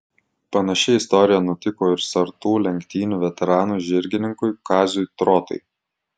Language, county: Lithuanian, Klaipėda